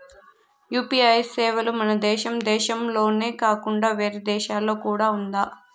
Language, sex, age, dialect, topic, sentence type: Telugu, female, 18-24, Southern, banking, question